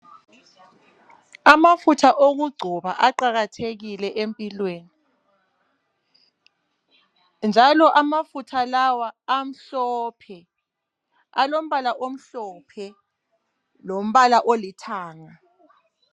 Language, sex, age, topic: North Ndebele, female, 36-49, health